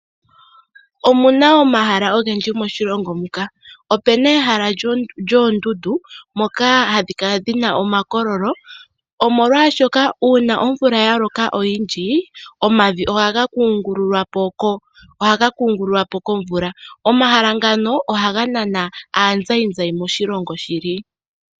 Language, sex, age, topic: Oshiwambo, female, 25-35, agriculture